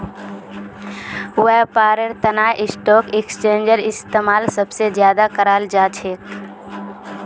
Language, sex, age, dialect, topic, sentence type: Magahi, female, 18-24, Northeastern/Surjapuri, banking, statement